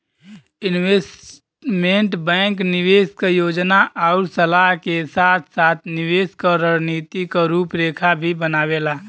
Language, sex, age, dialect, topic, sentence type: Bhojpuri, male, 25-30, Western, banking, statement